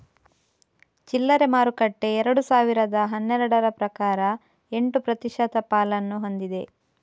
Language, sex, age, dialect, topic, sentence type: Kannada, female, 25-30, Coastal/Dakshin, agriculture, statement